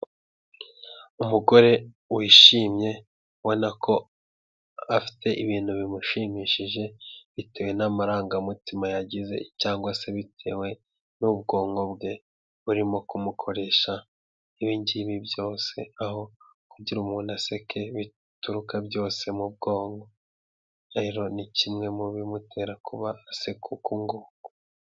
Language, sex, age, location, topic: Kinyarwanda, male, 18-24, Huye, health